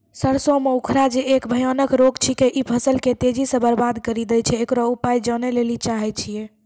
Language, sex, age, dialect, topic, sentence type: Maithili, male, 18-24, Angika, agriculture, question